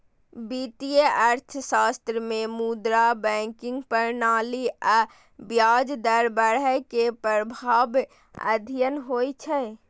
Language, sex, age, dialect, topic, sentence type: Maithili, female, 18-24, Eastern / Thethi, banking, statement